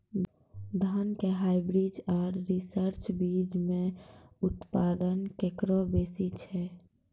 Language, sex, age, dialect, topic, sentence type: Maithili, female, 18-24, Angika, agriculture, question